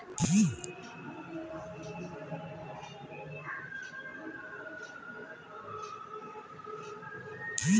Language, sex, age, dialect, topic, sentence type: Bhojpuri, female, 18-24, Southern / Standard, banking, statement